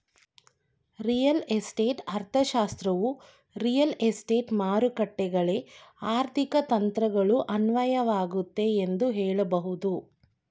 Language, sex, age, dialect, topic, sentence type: Kannada, female, 25-30, Mysore Kannada, banking, statement